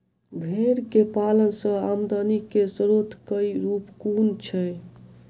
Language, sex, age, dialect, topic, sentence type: Maithili, male, 18-24, Southern/Standard, agriculture, question